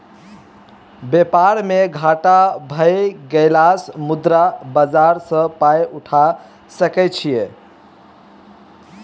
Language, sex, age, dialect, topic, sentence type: Maithili, male, 18-24, Bajjika, banking, statement